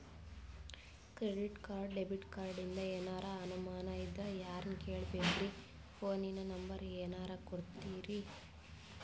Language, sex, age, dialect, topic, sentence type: Kannada, female, 18-24, Northeastern, banking, question